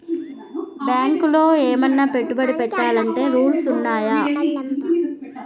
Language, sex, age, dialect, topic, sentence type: Telugu, male, 41-45, Telangana, banking, question